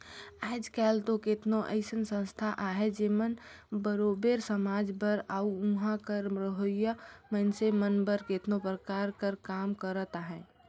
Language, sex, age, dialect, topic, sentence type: Chhattisgarhi, female, 18-24, Northern/Bhandar, banking, statement